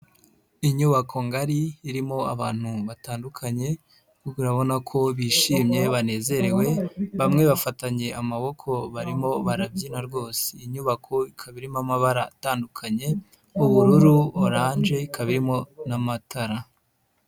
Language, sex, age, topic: Kinyarwanda, female, 25-35, finance